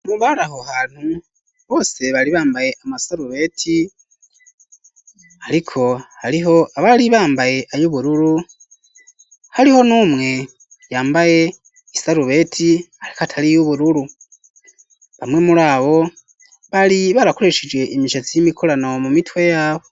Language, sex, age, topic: Rundi, male, 25-35, education